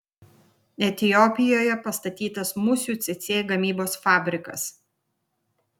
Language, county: Lithuanian, Vilnius